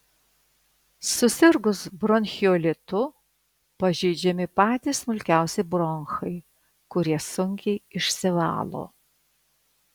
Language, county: Lithuanian, Vilnius